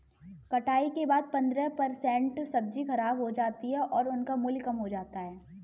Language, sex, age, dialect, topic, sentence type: Hindi, female, 18-24, Kanauji Braj Bhasha, agriculture, statement